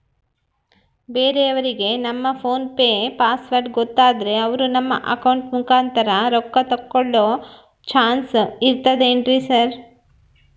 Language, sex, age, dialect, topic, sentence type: Kannada, female, 31-35, Central, banking, question